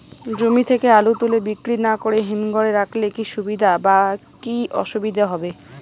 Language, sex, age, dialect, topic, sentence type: Bengali, female, 18-24, Rajbangshi, agriculture, question